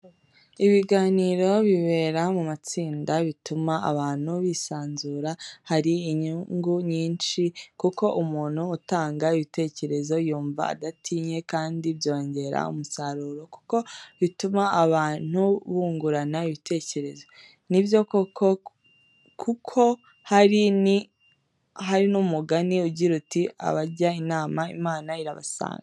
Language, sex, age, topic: Kinyarwanda, female, 18-24, education